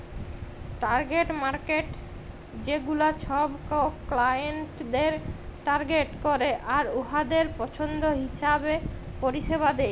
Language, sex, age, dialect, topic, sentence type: Bengali, female, 25-30, Jharkhandi, banking, statement